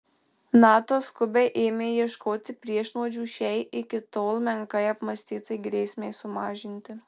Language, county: Lithuanian, Marijampolė